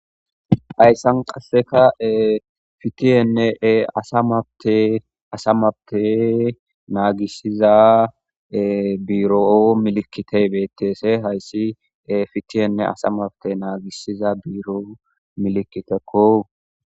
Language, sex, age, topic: Gamo, female, 18-24, government